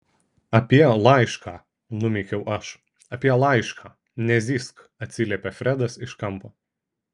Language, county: Lithuanian, Šiauliai